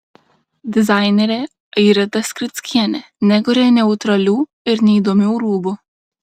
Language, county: Lithuanian, Klaipėda